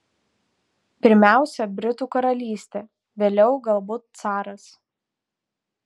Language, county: Lithuanian, Tauragė